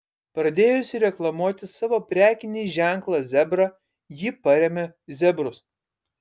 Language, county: Lithuanian, Kaunas